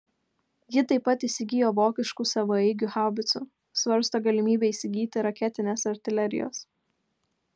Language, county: Lithuanian, Kaunas